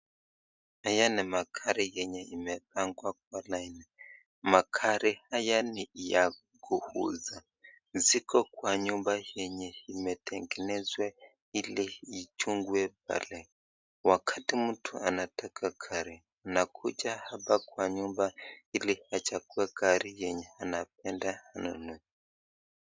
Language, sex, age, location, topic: Swahili, male, 25-35, Nakuru, finance